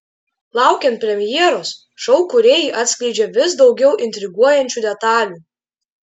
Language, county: Lithuanian, Klaipėda